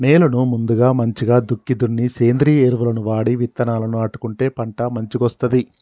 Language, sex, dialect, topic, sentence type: Telugu, male, Telangana, agriculture, statement